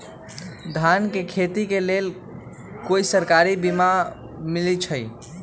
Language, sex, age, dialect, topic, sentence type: Magahi, male, 18-24, Western, agriculture, question